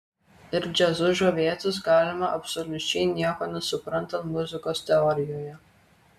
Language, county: Lithuanian, Kaunas